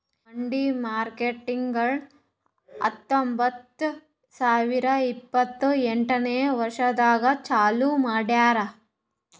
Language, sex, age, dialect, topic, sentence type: Kannada, female, 18-24, Northeastern, agriculture, statement